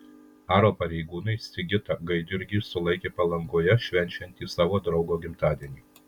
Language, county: Lithuanian, Kaunas